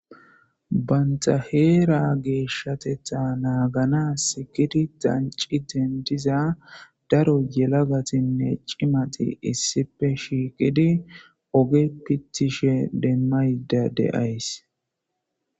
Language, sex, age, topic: Gamo, male, 25-35, government